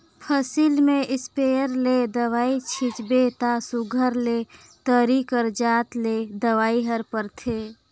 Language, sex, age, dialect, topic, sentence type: Chhattisgarhi, female, 56-60, Northern/Bhandar, agriculture, statement